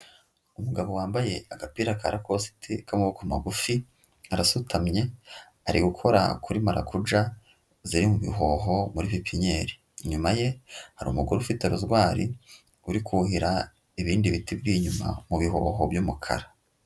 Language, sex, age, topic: Kinyarwanda, female, 25-35, agriculture